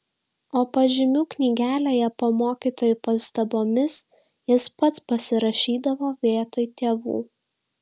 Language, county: Lithuanian, Šiauliai